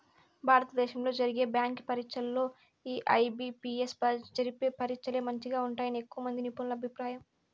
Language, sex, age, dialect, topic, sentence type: Telugu, female, 60-100, Southern, banking, statement